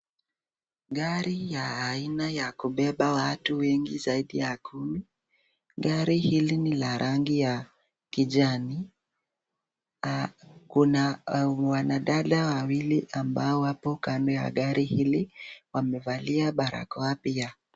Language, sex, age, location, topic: Swahili, female, 36-49, Nakuru, health